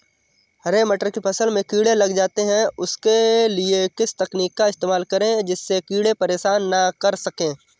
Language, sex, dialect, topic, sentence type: Hindi, male, Awadhi Bundeli, agriculture, question